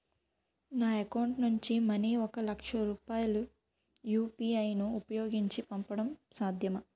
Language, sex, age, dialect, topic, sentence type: Telugu, female, 18-24, Utterandhra, banking, question